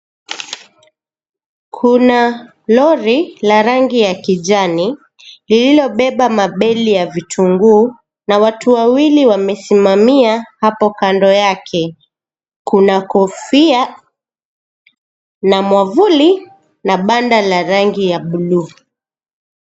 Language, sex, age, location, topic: Swahili, female, 25-35, Mombasa, finance